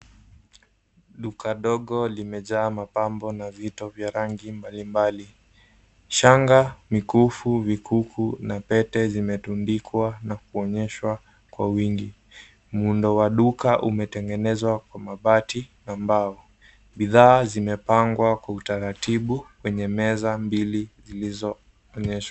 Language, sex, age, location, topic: Swahili, male, 18-24, Nairobi, finance